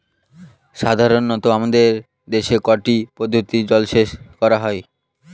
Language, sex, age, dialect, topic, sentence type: Bengali, male, 18-24, Northern/Varendri, agriculture, question